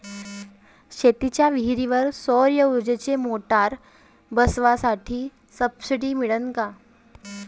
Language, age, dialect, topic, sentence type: Marathi, 18-24, Varhadi, agriculture, question